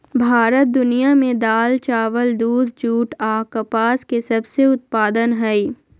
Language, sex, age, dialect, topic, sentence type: Magahi, female, 18-24, Southern, agriculture, statement